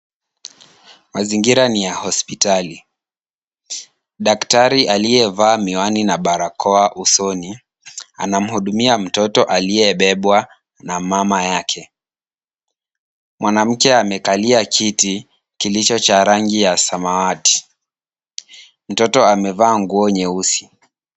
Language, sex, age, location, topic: Swahili, male, 18-24, Kisumu, health